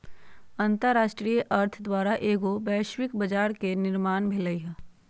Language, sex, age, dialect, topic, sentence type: Magahi, female, 60-100, Western, banking, statement